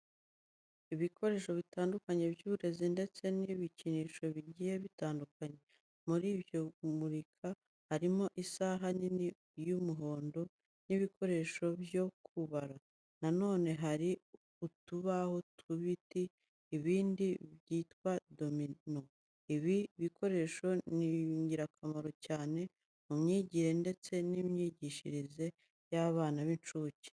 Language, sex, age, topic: Kinyarwanda, female, 25-35, education